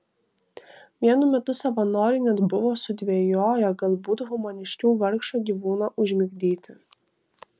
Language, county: Lithuanian, Kaunas